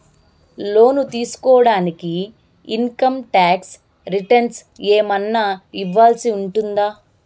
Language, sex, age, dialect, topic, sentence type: Telugu, female, 18-24, Southern, banking, question